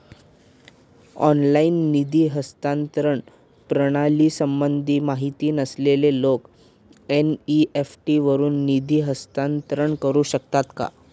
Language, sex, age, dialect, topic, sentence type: Marathi, male, 18-24, Standard Marathi, banking, question